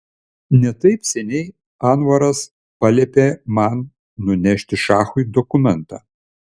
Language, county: Lithuanian, Vilnius